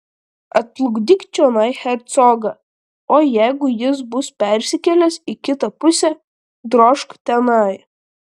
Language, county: Lithuanian, Klaipėda